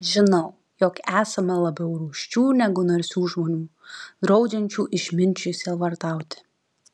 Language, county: Lithuanian, Kaunas